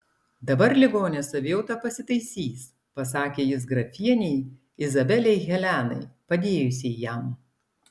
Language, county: Lithuanian, Klaipėda